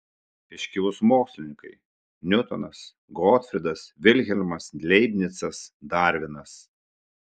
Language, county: Lithuanian, Šiauliai